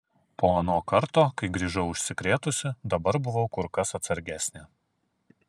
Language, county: Lithuanian, Kaunas